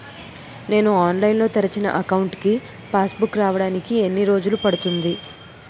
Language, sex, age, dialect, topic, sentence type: Telugu, female, 18-24, Utterandhra, banking, question